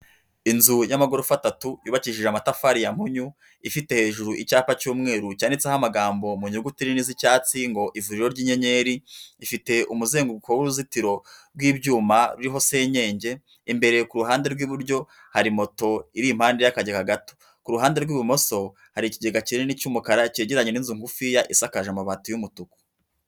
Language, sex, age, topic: Kinyarwanda, male, 25-35, health